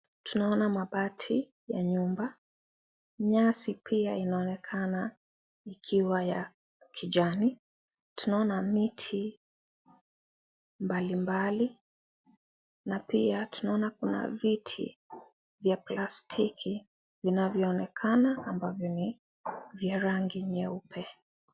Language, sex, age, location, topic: Swahili, female, 25-35, Kisii, education